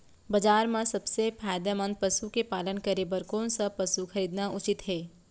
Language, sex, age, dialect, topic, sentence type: Chhattisgarhi, female, 31-35, Central, agriculture, question